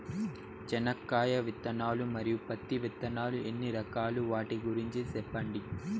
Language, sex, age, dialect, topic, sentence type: Telugu, male, 18-24, Southern, agriculture, question